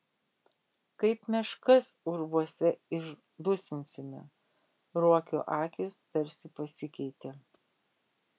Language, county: Lithuanian, Vilnius